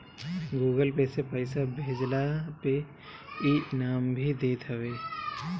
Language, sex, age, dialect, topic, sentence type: Bhojpuri, male, 31-35, Northern, banking, statement